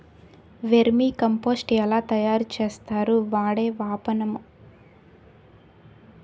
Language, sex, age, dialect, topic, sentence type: Telugu, female, 18-24, Utterandhra, agriculture, question